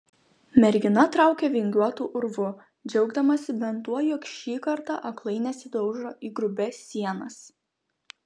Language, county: Lithuanian, Kaunas